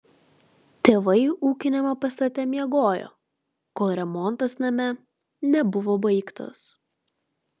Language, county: Lithuanian, Vilnius